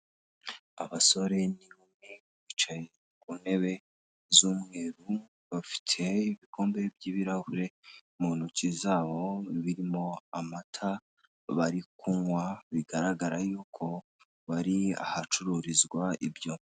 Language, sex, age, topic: Kinyarwanda, female, 18-24, finance